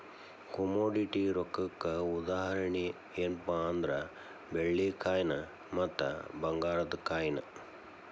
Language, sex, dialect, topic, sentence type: Kannada, male, Dharwad Kannada, banking, statement